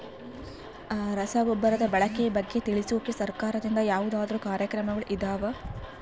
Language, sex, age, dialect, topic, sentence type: Kannada, female, 25-30, Central, agriculture, question